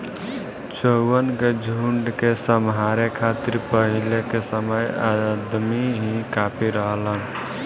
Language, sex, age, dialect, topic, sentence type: Bhojpuri, male, 18-24, Northern, agriculture, statement